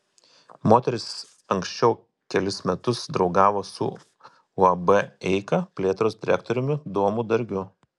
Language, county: Lithuanian, Telšiai